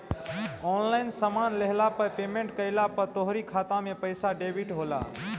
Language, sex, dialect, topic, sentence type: Bhojpuri, male, Northern, banking, statement